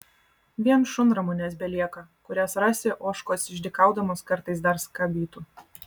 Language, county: Lithuanian, Vilnius